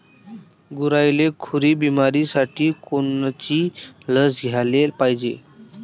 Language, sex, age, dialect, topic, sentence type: Marathi, male, 18-24, Varhadi, agriculture, question